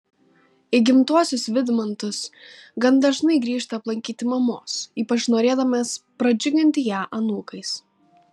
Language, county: Lithuanian, Kaunas